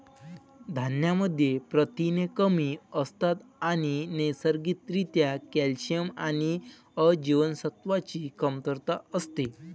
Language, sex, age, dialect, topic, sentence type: Marathi, male, 18-24, Varhadi, agriculture, statement